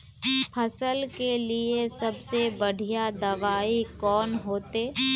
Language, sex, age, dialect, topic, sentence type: Magahi, female, 18-24, Northeastern/Surjapuri, agriculture, question